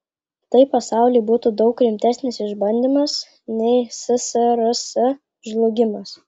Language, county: Lithuanian, Klaipėda